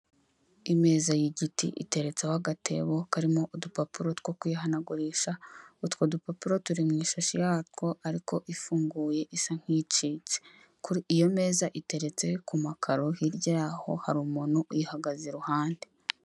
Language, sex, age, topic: Kinyarwanda, female, 18-24, finance